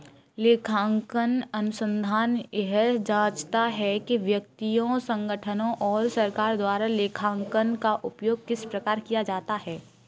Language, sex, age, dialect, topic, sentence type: Hindi, female, 18-24, Kanauji Braj Bhasha, banking, statement